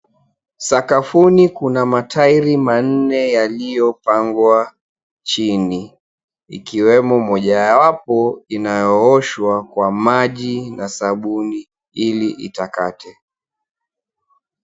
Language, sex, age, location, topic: Swahili, male, 36-49, Mombasa, finance